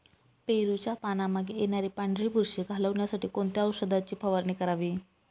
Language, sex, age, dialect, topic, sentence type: Marathi, female, 25-30, Northern Konkan, agriculture, question